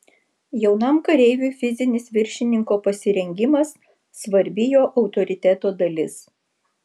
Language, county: Lithuanian, Vilnius